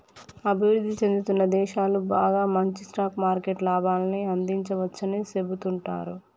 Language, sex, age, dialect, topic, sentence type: Telugu, male, 25-30, Telangana, banking, statement